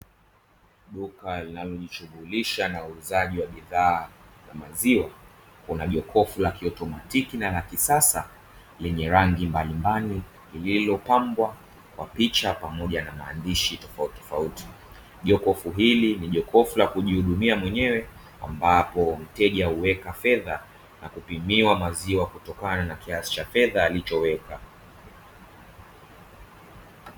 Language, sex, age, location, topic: Swahili, male, 25-35, Dar es Salaam, finance